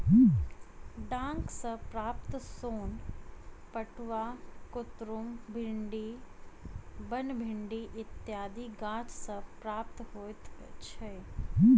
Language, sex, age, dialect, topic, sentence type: Maithili, female, 25-30, Southern/Standard, agriculture, statement